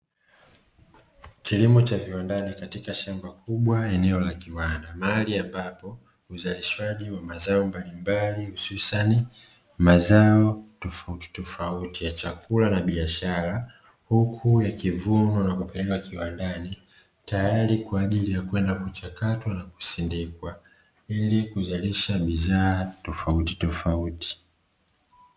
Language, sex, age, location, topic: Swahili, male, 25-35, Dar es Salaam, agriculture